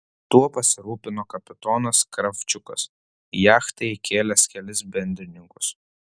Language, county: Lithuanian, Vilnius